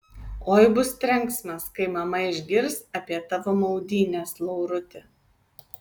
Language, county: Lithuanian, Kaunas